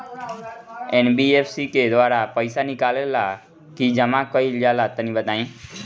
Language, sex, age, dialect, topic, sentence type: Bhojpuri, male, 18-24, Northern, banking, question